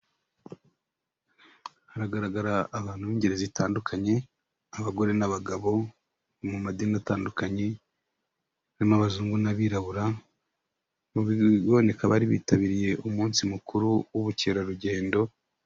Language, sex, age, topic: Kinyarwanda, male, 36-49, government